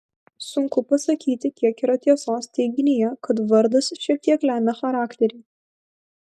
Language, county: Lithuanian, Vilnius